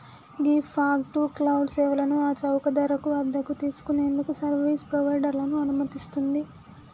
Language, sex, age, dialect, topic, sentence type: Telugu, female, 18-24, Telangana, agriculture, statement